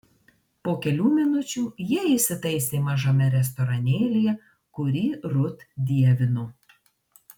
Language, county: Lithuanian, Marijampolė